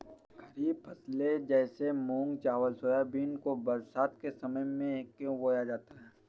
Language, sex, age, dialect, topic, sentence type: Hindi, male, 31-35, Awadhi Bundeli, agriculture, question